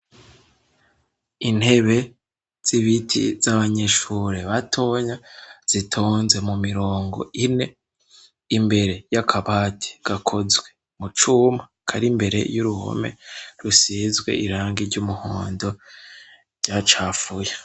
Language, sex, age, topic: Rundi, male, 18-24, education